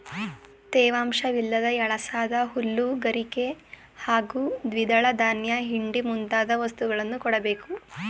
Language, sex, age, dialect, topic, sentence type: Kannada, female, 18-24, Mysore Kannada, agriculture, statement